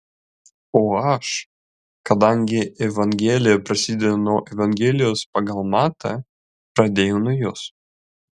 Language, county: Lithuanian, Vilnius